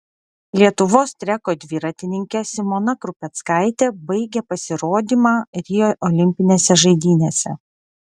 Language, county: Lithuanian, Vilnius